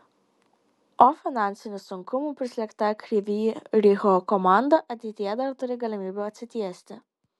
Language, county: Lithuanian, Kaunas